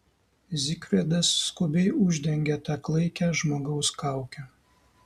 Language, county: Lithuanian, Kaunas